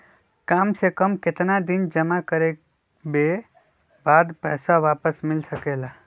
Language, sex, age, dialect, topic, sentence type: Magahi, male, 25-30, Western, banking, question